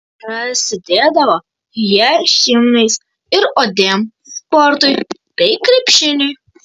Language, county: Lithuanian, Kaunas